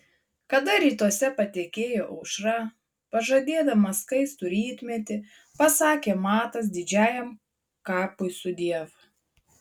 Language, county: Lithuanian, Marijampolė